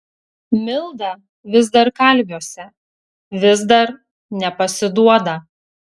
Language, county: Lithuanian, Telšiai